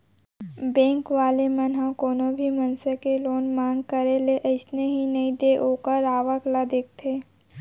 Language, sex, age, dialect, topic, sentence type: Chhattisgarhi, female, 18-24, Central, banking, statement